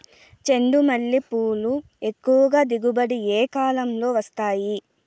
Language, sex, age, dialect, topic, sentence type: Telugu, female, 18-24, Southern, agriculture, question